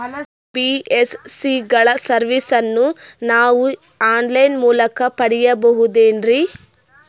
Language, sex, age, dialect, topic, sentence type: Kannada, female, 18-24, Northeastern, banking, question